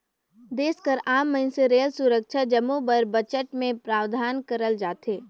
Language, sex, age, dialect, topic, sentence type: Chhattisgarhi, female, 18-24, Northern/Bhandar, banking, statement